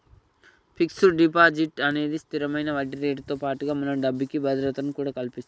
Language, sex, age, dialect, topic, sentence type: Telugu, male, 51-55, Telangana, banking, statement